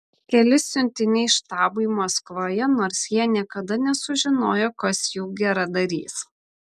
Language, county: Lithuanian, Vilnius